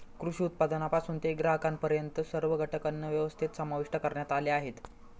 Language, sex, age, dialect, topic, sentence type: Marathi, male, 25-30, Standard Marathi, agriculture, statement